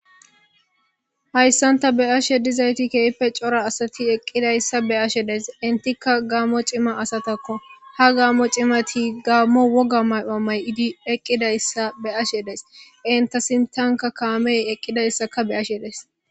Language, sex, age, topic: Gamo, male, 18-24, government